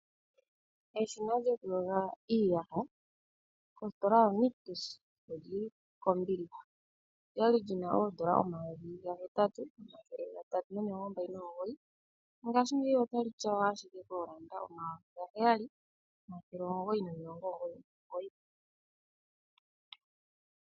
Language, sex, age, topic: Oshiwambo, female, 25-35, finance